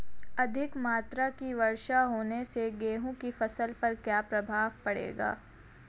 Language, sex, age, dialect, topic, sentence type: Hindi, female, 18-24, Marwari Dhudhari, agriculture, question